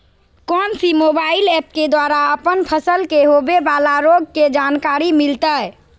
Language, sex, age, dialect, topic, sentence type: Magahi, female, 41-45, Southern, agriculture, question